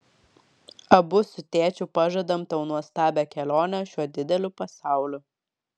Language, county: Lithuanian, Vilnius